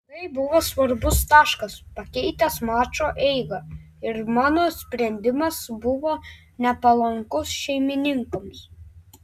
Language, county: Lithuanian, Klaipėda